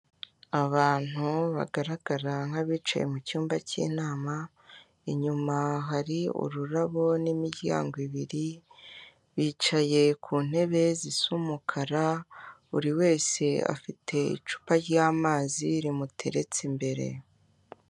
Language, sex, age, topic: Kinyarwanda, male, 25-35, government